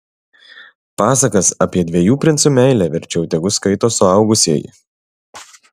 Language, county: Lithuanian, Šiauliai